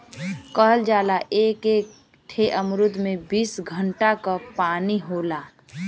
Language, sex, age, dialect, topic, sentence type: Bhojpuri, female, 25-30, Western, agriculture, statement